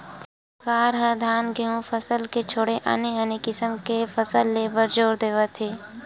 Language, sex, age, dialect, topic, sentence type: Chhattisgarhi, female, 18-24, Western/Budati/Khatahi, agriculture, statement